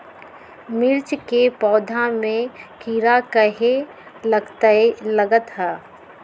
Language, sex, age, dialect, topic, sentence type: Magahi, female, 25-30, Western, agriculture, question